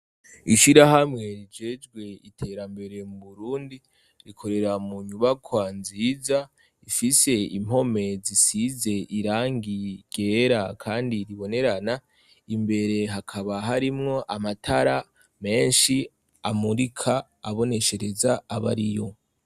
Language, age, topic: Rundi, 18-24, education